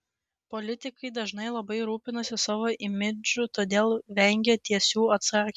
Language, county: Lithuanian, Klaipėda